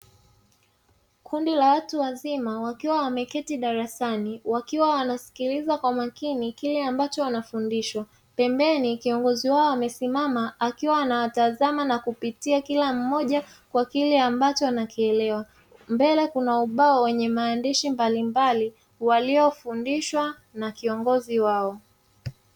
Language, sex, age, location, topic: Swahili, female, 25-35, Dar es Salaam, education